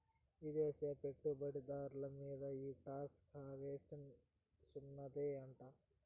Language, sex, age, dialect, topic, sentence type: Telugu, male, 46-50, Southern, banking, statement